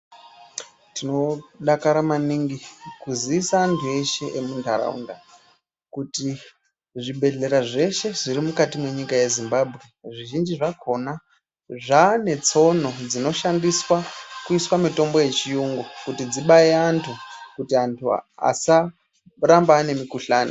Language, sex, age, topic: Ndau, male, 25-35, health